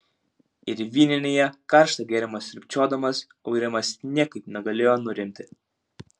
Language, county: Lithuanian, Utena